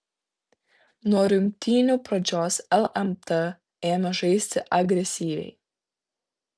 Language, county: Lithuanian, Vilnius